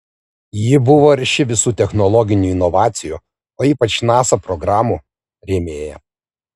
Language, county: Lithuanian, Vilnius